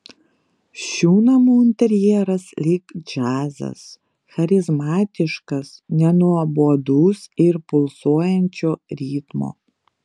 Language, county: Lithuanian, Vilnius